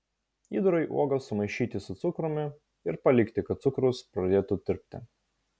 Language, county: Lithuanian, Vilnius